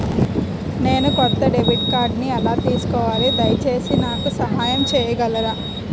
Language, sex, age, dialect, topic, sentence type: Telugu, female, 18-24, Utterandhra, banking, question